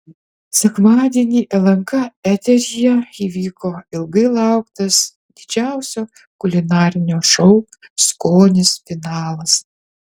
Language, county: Lithuanian, Utena